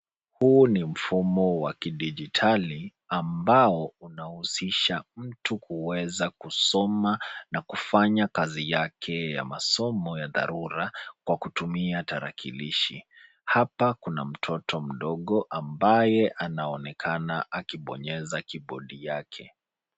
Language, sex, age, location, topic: Swahili, male, 25-35, Nairobi, education